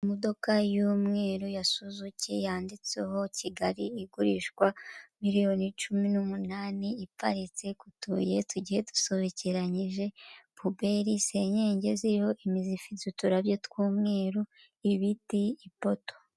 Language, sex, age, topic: Kinyarwanda, female, 25-35, finance